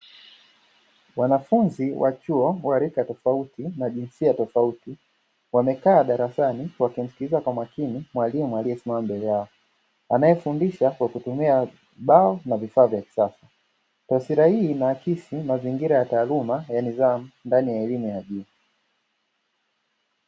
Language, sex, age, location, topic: Swahili, male, 25-35, Dar es Salaam, education